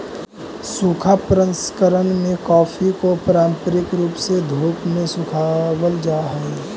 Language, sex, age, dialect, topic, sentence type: Magahi, male, 18-24, Central/Standard, agriculture, statement